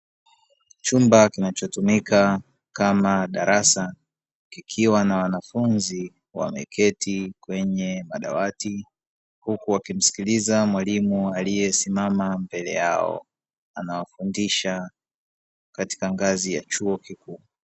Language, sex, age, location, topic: Swahili, male, 36-49, Dar es Salaam, education